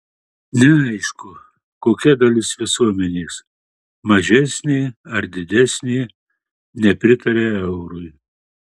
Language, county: Lithuanian, Marijampolė